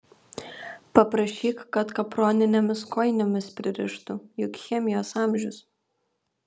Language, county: Lithuanian, Kaunas